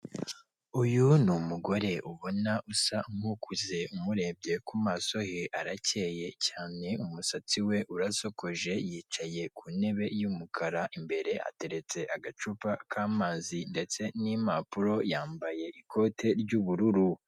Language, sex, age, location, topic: Kinyarwanda, female, 18-24, Kigali, government